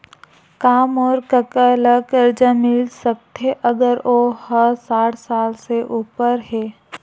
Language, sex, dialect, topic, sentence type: Chhattisgarhi, female, Western/Budati/Khatahi, banking, statement